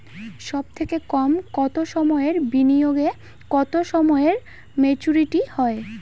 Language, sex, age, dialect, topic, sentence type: Bengali, female, <18, Rajbangshi, banking, question